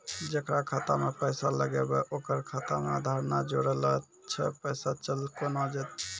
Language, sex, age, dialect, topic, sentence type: Maithili, male, 56-60, Angika, banking, question